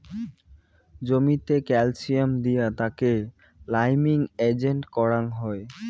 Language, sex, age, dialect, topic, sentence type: Bengali, male, 18-24, Rajbangshi, agriculture, statement